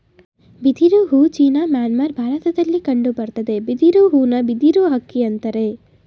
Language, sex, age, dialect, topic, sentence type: Kannada, female, 18-24, Mysore Kannada, agriculture, statement